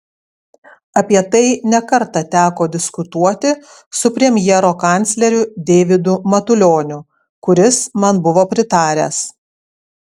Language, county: Lithuanian, Kaunas